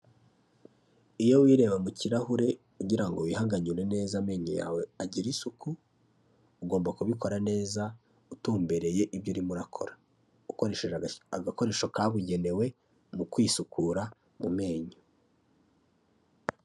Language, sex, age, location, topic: Kinyarwanda, male, 25-35, Kigali, health